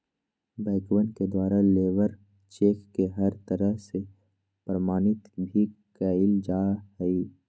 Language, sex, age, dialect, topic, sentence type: Magahi, male, 18-24, Western, banking, statement